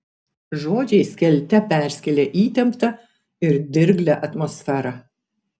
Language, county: Lithuanian, Vilnius